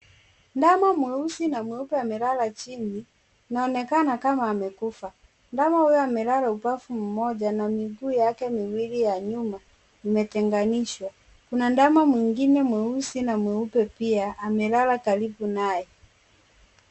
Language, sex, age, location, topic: Swahili, female, 18-24, Kisumu, agriculture